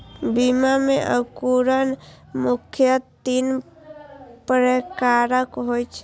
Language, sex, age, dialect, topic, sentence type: Maithili, female, 18-24, Eastern / Thethi, agriculture, statement